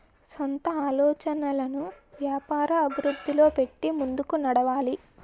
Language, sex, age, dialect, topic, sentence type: Telugu, female, 18-24, Utterandhra, banking, statement